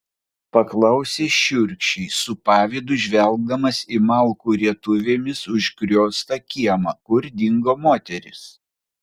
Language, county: Lithuanian, Vilnius